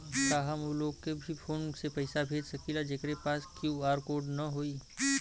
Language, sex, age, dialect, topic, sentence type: Bhojpuri, male, 31-35, Western, banking, question